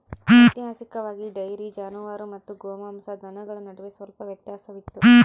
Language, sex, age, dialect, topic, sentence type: Kannada, female, 25-30, Central, agriculture, statement